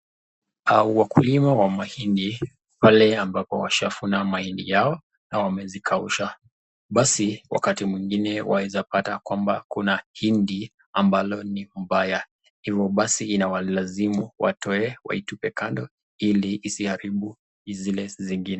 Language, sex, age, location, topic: Swahili, male, 25-35, Nakuru, agriculture